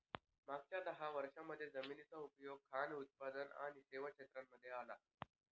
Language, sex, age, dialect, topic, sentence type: Marathi, male, 25-30, Northern Konkan, agriculture, statement